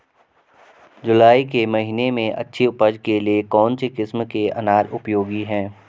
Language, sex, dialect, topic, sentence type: Hindi, male, Garhwali, agriculture, question